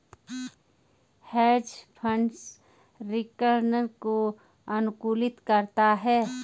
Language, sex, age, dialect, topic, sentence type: Hindi, female, 46-50, Garhwali, banking, statement